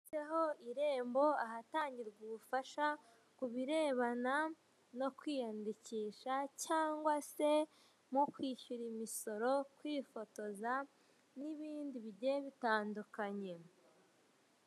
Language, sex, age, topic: Kinyarwanda, male, 18-24, government